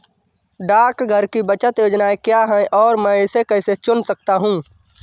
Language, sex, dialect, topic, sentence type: Hindi, male, Awadhi Bundeli, banking, question